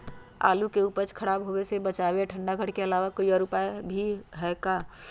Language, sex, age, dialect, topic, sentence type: Magahi, female, 31-35, Western, agriculture, question